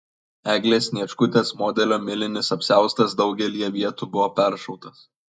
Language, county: Lithuanian, Kaunas